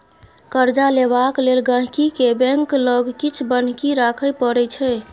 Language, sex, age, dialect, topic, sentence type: Maithili, female, 31-35, Bajjika, banking, statement